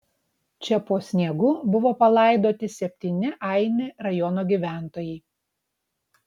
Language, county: Lithuanian, Utena